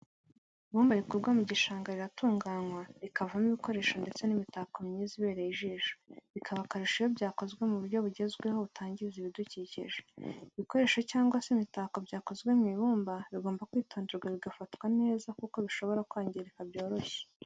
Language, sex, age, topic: Kinyarwanda, female, 18-24, education